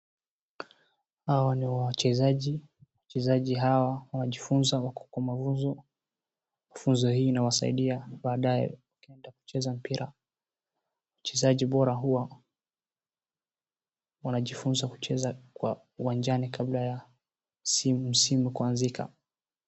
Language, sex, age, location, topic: Swahili, male, 18-24, Wajir, government